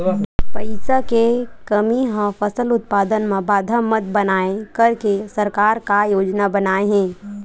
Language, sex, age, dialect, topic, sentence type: Chhattisgarhi, female, 18-24, Western/Budati/Khatahi, agriculture, question